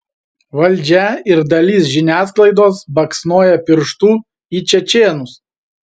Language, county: Lithuanian, Vilnius